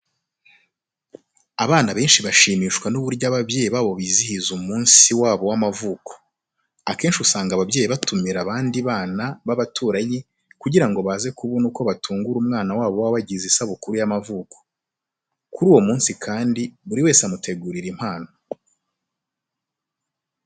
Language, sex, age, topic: Kinyarwanda, male, 25-35, education